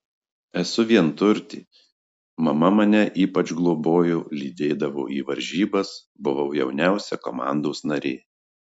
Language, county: Lithuanian, Marijampolė